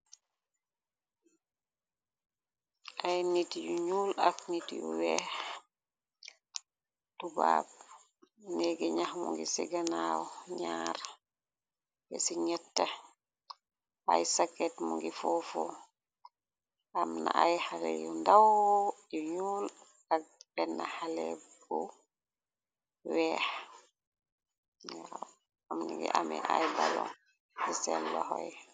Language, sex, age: Wolof, female, 25-35